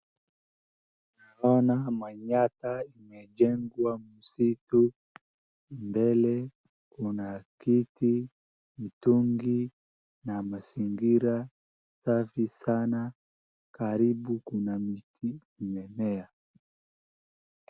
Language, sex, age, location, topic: Swahili, male, 18-24, Wajir, health